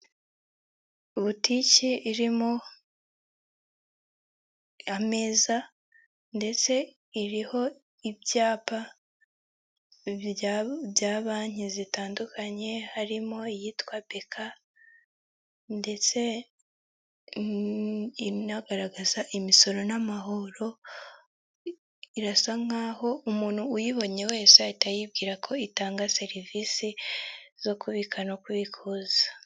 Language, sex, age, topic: Kinyarwanda, female, 18-24, finance